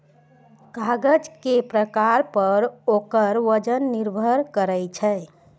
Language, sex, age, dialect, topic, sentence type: Maithili, female, 31-35, Eastern / Thethi, agriculture, statement